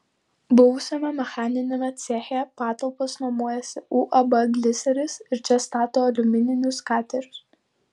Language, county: Lithuanian, Vilnius